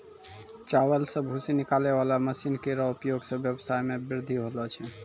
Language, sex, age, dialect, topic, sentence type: Maithili, male, 18-24, Angika, agriculture, statement